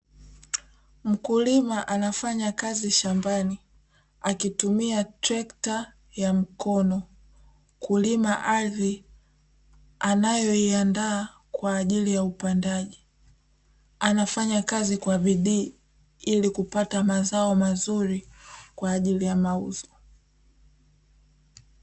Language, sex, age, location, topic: Swahili, female, 18-24, Dar es Salaam, agriculture